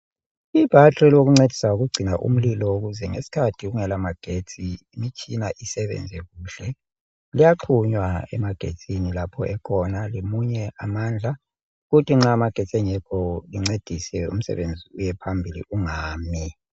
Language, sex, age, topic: North Ndebele, male, 36-49, health